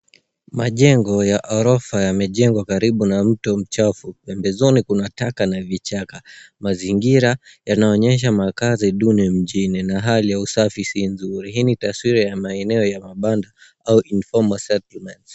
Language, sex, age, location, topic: Swahili, male, 18-24, Nairobi, government